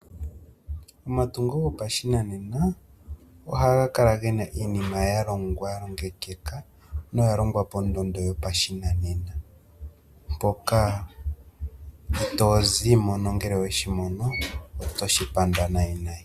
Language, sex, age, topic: Oshiwambo, male, 25-35, finance